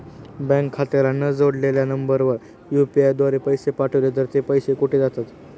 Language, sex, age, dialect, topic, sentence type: Marathi, male, 18-24, Standard Marathi, banking, question